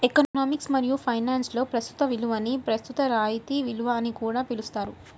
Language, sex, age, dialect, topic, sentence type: Telugu, female, 18-24, Central/Coastal, banking, statement